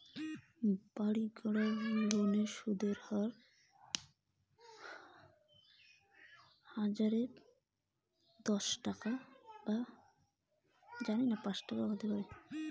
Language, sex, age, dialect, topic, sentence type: Bengali, female, 18-24, Rajbangshi, banking, question